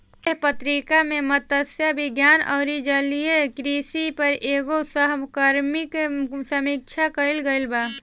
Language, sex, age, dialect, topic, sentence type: Bhojpuri, female, 18-24, Southern / Standard, agriculture, statement